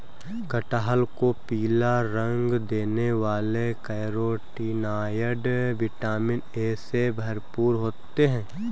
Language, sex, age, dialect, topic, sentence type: Hindi, male, 18-24, Awadhi Bundeli, agriculture, statement